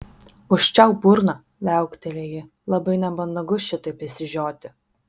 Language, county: Lithuanian, Vilnius